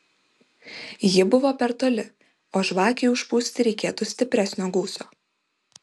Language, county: Lithuanian, Vilnius